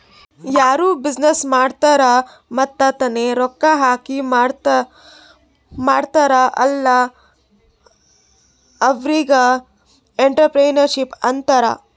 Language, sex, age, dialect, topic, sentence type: Kannada, female, 18-24, Northeastern, banking, statement